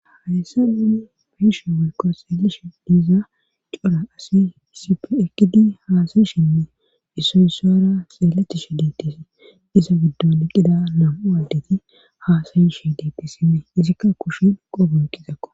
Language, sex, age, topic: Gamo, female, 18-24, government